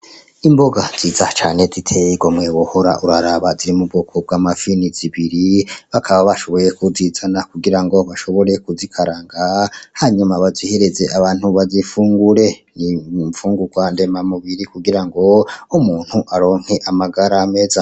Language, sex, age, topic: Rundi, male, 36-49, agriculture